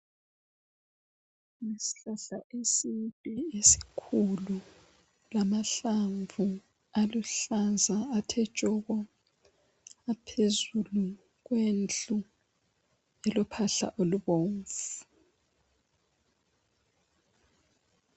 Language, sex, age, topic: North Ndebele, female, 25-35, education